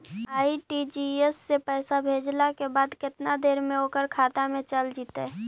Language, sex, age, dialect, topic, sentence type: Magahi, female, 18-24, Central/Standard, banking, question